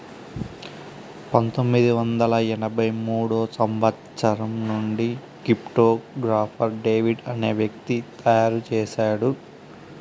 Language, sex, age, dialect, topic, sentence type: Telugu, male, 25-30, Southern, banking, statement